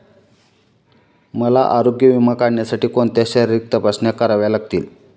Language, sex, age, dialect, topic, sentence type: Marathi, male, 25-30, Standard Marathi, banking, question